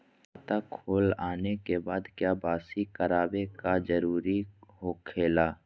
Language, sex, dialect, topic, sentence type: Magahi, male, Southern, banking, question